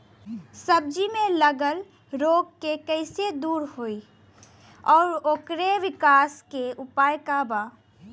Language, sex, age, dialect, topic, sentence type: Bhojpuri, female, 18-24, Western, agriculture, question